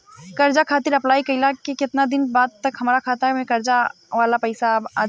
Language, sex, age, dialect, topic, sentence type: Bhojpuri, female, 25-30, Southern / Standard, banking, question